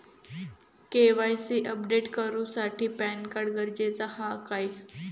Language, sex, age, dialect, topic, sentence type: Marathi, female, 18-24, Southern Konkan, banking, statement